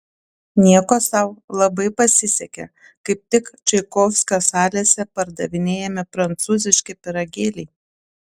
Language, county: Lithuanian, Panevėžys